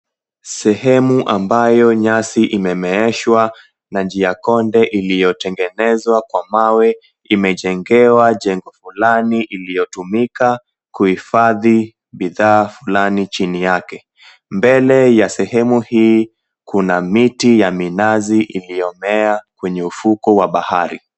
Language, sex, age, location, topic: Swahili, male, 18-24, Mombasa, government